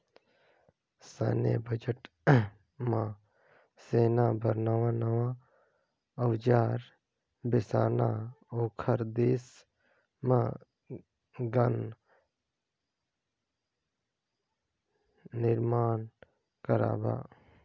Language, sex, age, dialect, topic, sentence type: Chhattisgarhi, male, 25-30, Northern/Bhandar, banking, statement